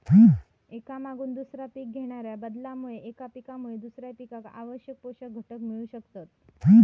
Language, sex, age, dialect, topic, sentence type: Marathi, female, 60-100, Southern Konkan, agriculture, statement